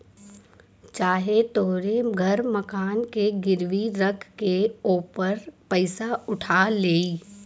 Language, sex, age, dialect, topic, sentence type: Bhojpuri, female, 18-24, Western, banking, statement